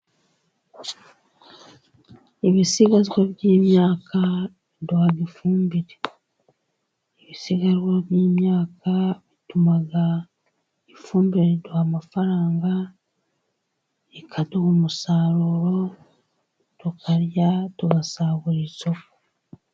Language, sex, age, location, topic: Kinyarwanda, female, 36-49, Musanze, agriculture